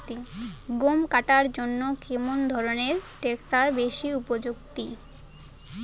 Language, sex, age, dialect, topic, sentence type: Bengali, female, 18-24, Rajbangshi, agriculture, question